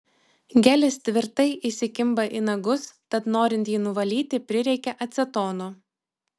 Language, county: Lithuanian, Vilnius